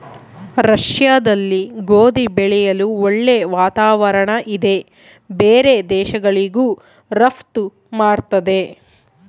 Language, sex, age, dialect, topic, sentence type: Kannada, female, 25-30, Central, agriculture, statement